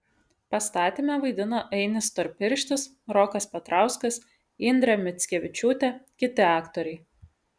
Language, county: Lithuanian, Šiauliai